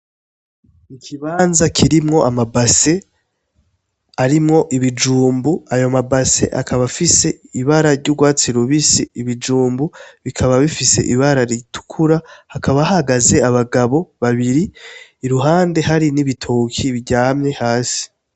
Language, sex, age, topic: Rundi, male, 18-24, agriculture